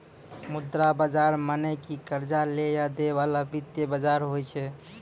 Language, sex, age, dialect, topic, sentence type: Maithili, male, 56-60, Angika, banking, statement